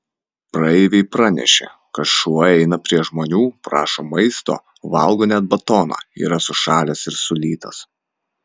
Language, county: Lithuanian, Vilnius